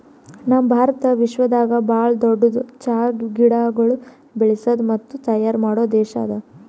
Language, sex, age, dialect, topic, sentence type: Kannada, female, 18-24, Northeastern, agriculture, statement